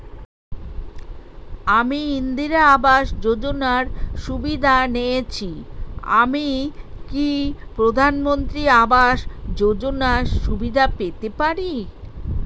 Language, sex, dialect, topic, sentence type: Bengali, female, Standard Colloquial, banking, question